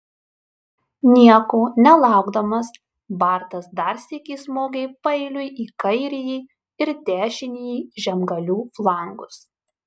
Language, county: Lithuanian, Marijampolė